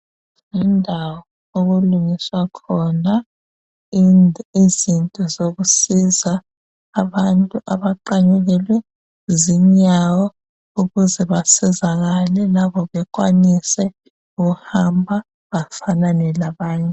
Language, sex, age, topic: North Ndebele, female, 25-35, health